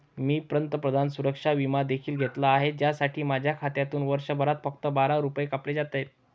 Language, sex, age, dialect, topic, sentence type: Marathi, male, 25-30, Varhadi, banking, statement